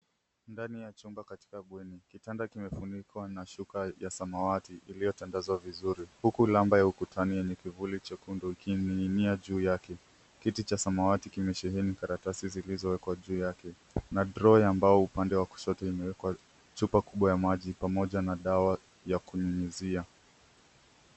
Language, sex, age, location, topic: Swahili, male, 18-24, Nairobi, education